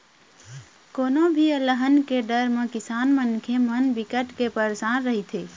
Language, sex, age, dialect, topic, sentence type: Chhattisgarhi, female, 25-30, Eastern, agriculture, statement